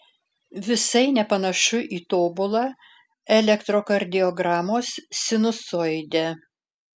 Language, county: Lithuanian, Alytus